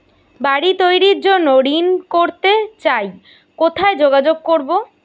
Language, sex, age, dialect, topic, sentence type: Bengali, female, 18-24, Rajbangshi, banking, question